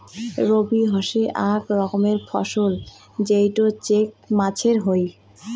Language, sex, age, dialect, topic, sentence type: Bengali, female, 18-24, Rajbangshi, agriculture, statement